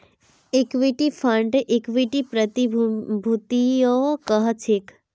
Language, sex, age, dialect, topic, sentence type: Magahi, female, 18-24, Northeastern/Surjapuri, banking, statement